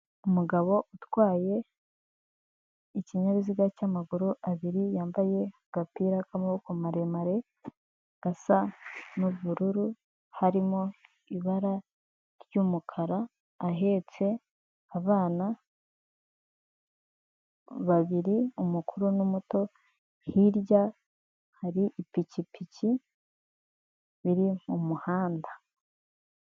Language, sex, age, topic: Kinyarwanda, female, 18-24, government